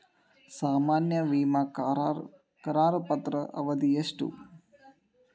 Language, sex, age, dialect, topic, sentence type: Kannada, male, 18-24, Dharwad Kannada, banking, question